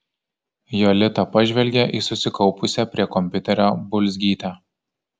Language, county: Lithuanian, Kaunas